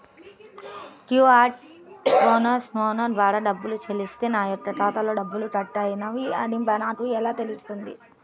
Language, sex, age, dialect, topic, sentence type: Telugu, female, 18-24, Central/Coastal, banking, question